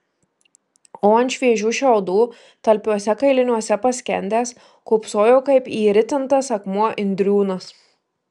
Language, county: Lithuanian, Marijampolė